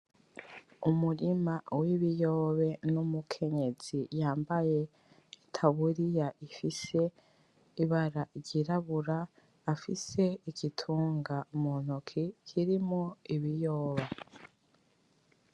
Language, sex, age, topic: Rundi, female, 25-35, agriculture